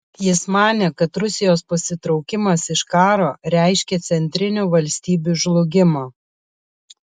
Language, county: Lithuanian, Kaunas